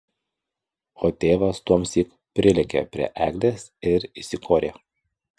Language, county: Lithuanian, Kaunas